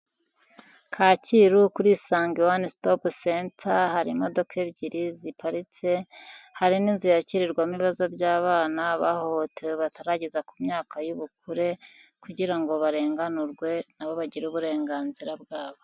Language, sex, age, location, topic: Kinyarwanda, female, 50+, Kigali, government